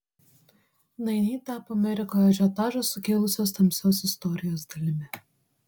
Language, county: Lithuanian, Vilnius